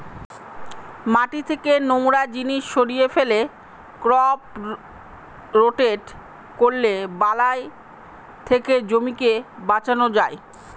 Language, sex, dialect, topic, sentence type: Bengali, female, Northern/Varendri, agriculture, statement